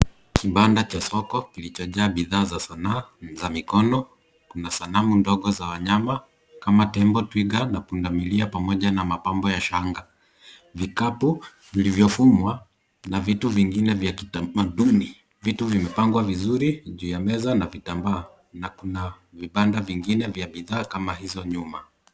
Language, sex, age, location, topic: Swahili, male, 18-24, Nairobi, finance